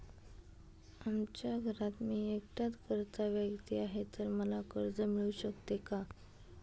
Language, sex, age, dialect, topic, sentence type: Marathi, female, 18-24, Northern Konkan, banking, question